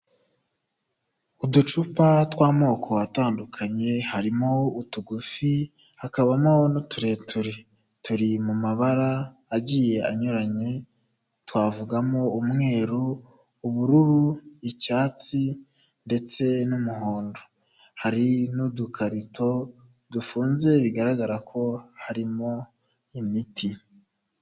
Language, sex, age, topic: Kinyarwanda, male, 25-35, health